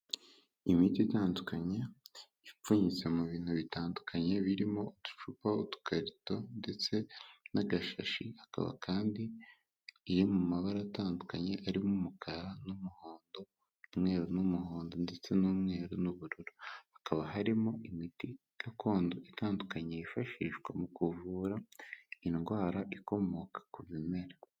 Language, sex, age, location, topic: Kinyarwanda, male, 18-24, Kigali, health